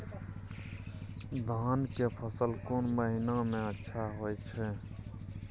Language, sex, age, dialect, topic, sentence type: Maithili, male, 18-24, Bajjika, agriculture, question